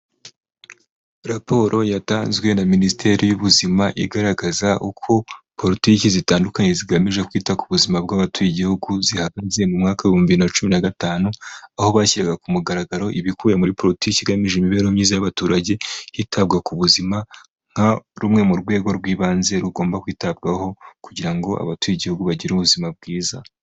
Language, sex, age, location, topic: Kinyarwanda, male, 25-35, Huye, health